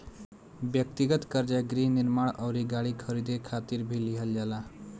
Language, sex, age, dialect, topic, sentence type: Bhojpuri, male, 18-24, Southern / Standard, banking, statement